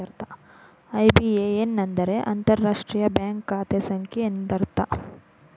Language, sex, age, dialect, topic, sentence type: Kannada, female, 25-30, Mysore Kannada, banking, statement